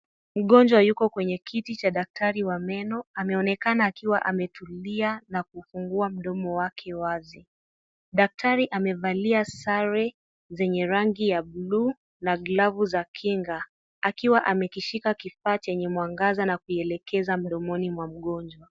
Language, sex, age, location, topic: Swahili, female, 18-24, Kisii, health